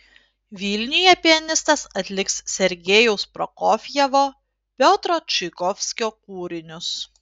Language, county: Lithuanian, Panevėžys